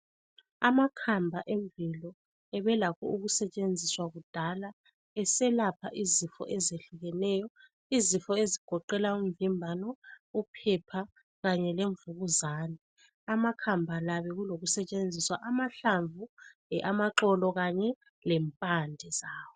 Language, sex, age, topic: North Ndebele, female, 36-49, health